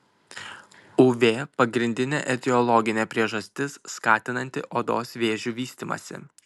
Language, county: Lithuanian, Kaunas